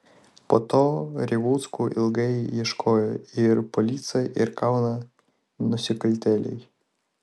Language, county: Lithuanian, Vilnius